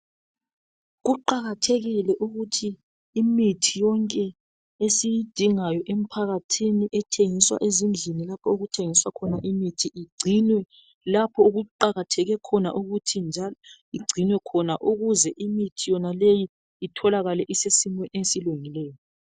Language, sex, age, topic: North Ndebele, male, 36-49, health